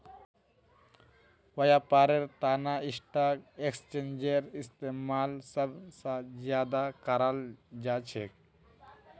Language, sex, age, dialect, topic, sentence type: Magahi, male, 18-24, Northeastern/Surjapuri, banking, statement